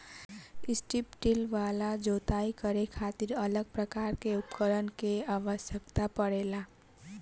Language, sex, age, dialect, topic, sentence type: Bhojpuri, female, 18-24, Southern / Standard, agriculture, statement